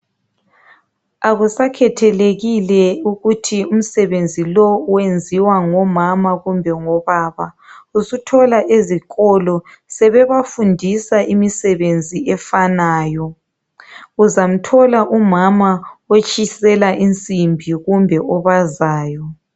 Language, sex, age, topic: North Ndebele, female, 36-49, education